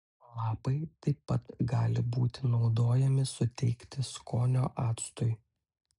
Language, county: Lithuanian, Utena